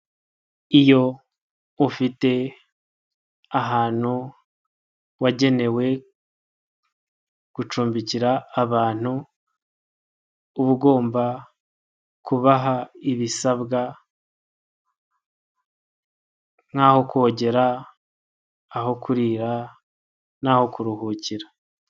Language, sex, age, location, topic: Kinyarwanda, male, 25-35, Nyagatare, finance